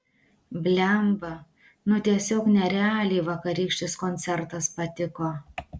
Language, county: Lithuanian, Klaipėda